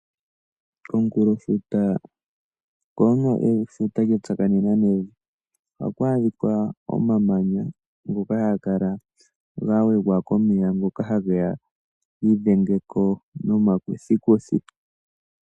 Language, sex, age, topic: Oshiwambo, female, 18-24, agriculture